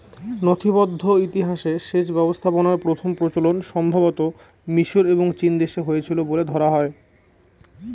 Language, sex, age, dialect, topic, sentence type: Bengali, male, 25-30, Northern/Varendri, agriculture, statement